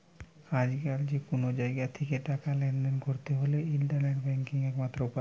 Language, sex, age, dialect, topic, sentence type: Bengali, male, 25-30, Western, banking, statement